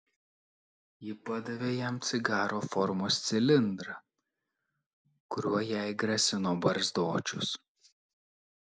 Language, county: Lithuanian, Šiauliai